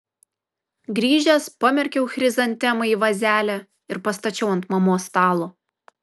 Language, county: Lithuanian, Kaunas